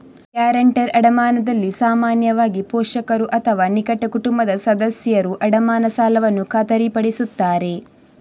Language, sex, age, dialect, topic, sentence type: Kannada, female, 31-35, Coastal/Dakshin, banking, statement